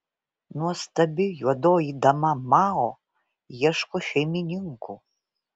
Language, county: Lithuanian, Vilnius